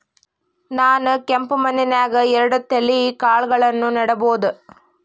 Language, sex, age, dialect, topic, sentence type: Kannada, female, 18-24, Dharwad Kannada, agriculture, question